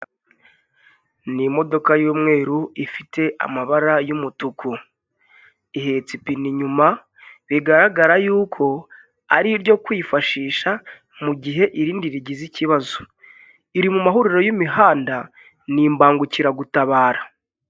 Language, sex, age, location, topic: Kinyarwanda, male, 25-35, Kigali, health